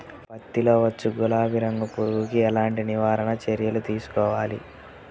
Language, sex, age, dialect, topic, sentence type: Telugu, male, 31-35, Central/Coastal, agriculture, question